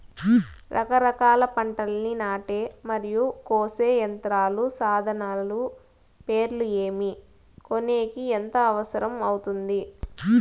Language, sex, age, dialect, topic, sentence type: Telugu, female, 18-24, Southern, agriculture, question